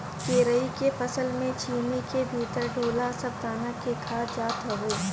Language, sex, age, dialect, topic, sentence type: Bhojpuri, female, 18-24, Northern, agriculture, statement